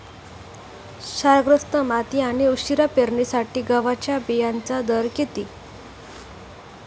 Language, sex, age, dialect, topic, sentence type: Marathi, female, 41-45, Standard Marathi, agriculture, question